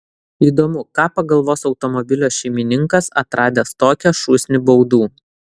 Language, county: Lithuanian, Vilnius